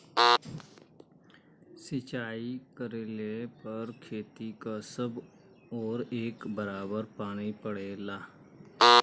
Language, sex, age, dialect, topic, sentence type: Bhojpuri, male, 18-24, Western, agriculture, statement